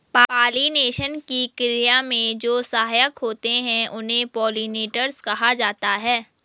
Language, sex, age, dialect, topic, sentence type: Hindi, female, 18-24, Garhwali, agriculture, statement